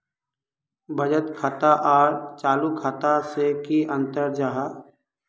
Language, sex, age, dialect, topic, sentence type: Magahi, male, 25-30, Northeastern/Surjapuri, banking, question